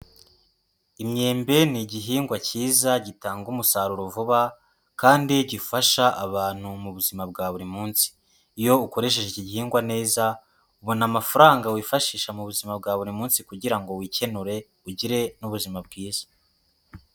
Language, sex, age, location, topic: Kinyarwanda, female, 18-24, Huye, agriculture